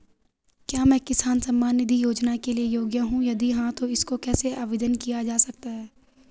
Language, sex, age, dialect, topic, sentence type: Hindi, female, 41-45, Garhwali, banking, question